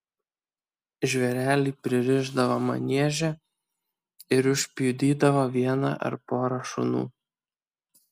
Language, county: Lithuanian, Kaunas